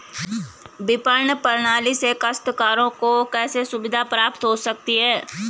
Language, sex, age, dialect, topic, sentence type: Hindi, female, 31-35, Garhwali, agriculture, question